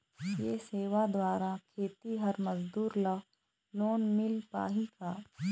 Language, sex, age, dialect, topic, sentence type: Chhattisgarhi, female, 25-30, Eastern, banking, question